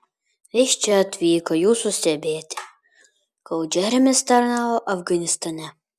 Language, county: Lithuanian, Vilnius